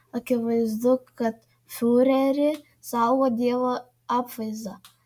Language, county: Lithuanian, Kaunas